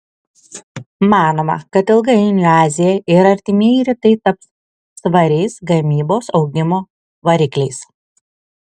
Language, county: Lithuanian, Kaunas